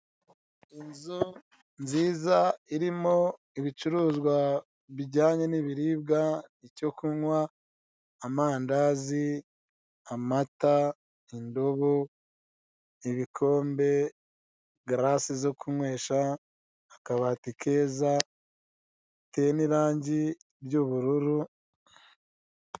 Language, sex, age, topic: Kinyarwanda, male, 25-35, finance